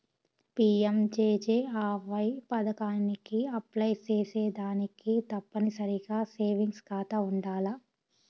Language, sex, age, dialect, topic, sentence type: Telugu, female, 18-24, Southern, banking, statement